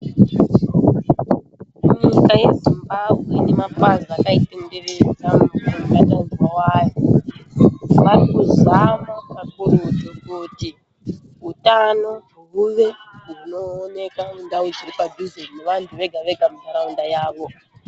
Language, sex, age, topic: Ndau, female, 25-35, health